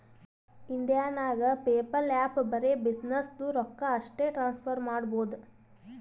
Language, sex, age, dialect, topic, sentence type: Kannada, female, 18-24, Northeastern, banking, statement